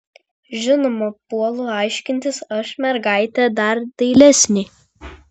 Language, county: Lithuanian, Šiauliai